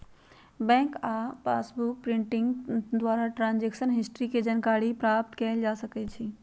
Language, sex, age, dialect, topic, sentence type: Magahi, female, 31-35, Western, banking, statement